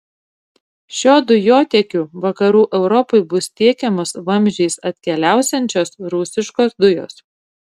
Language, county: Lithuanian, Šiauliai